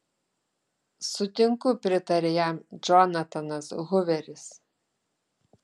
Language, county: Lithuanian, Klaipėda